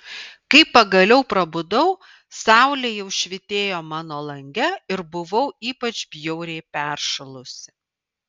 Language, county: Lithuanian, Vilnius